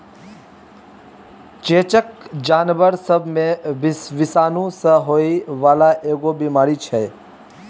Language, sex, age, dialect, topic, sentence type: Maithili, male, 18-24, Bajjika, agriculture, statement